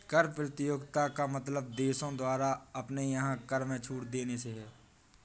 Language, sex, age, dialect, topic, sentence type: Hindi, male, 18-24, Awadhi Bundeli, banking, statement